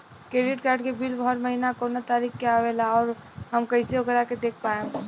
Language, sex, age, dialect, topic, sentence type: Bhojpuri, female, 18-24, Southern / Standard, banking, question